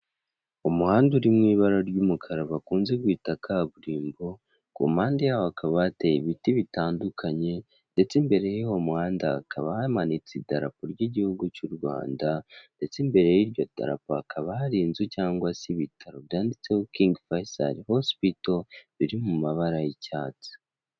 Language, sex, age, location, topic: Kinyarwanda, male, 18-24, Kigali, government